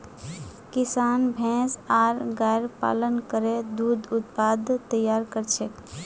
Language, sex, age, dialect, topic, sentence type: Magahi, female, 25-30, Northeastern/Surjapuri, agriculture, statement